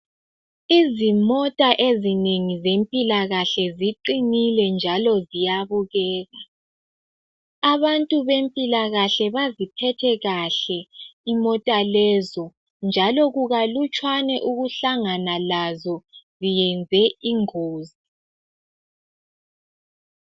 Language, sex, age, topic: North Ndebele, female, 18-24, health